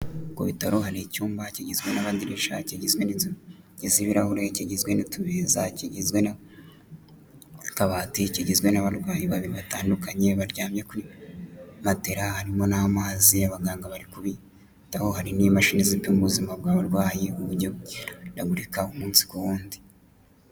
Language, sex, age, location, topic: Kinyarwanda, male, 25-35, Kigali, health